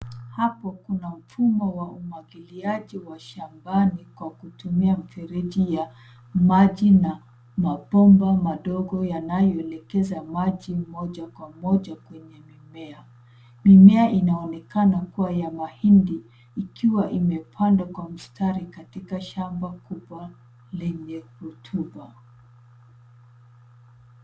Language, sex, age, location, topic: Swahili, female, 36-49, Nairobi, agriculture